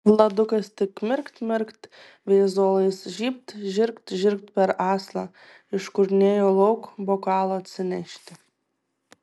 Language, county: Lithuanian, Tauragė